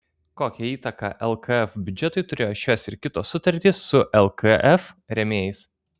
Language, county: Lithuanian, Kaunas